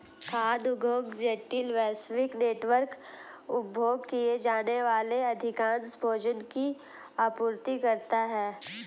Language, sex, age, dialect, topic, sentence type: Hindi, female, 18-24, Hindustani Malvi Khadi Boli, agriculture, statement